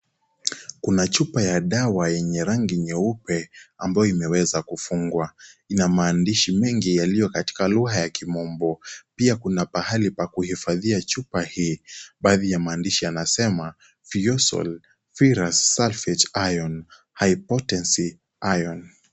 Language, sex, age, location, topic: Swahili, male, 18-24, Kisii, health